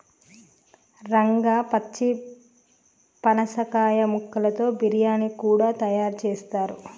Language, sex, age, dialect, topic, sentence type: Telugu, female, 31-35, Telangana, agriculture, statement